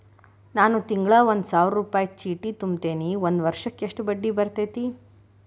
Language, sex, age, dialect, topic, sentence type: Kannada, female, 25-30, Dharwad Kannada, banking, question